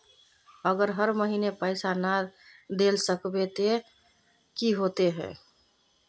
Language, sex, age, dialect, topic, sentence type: Magahi, female, 36-40, Northeastern/Surjapuri, banking, question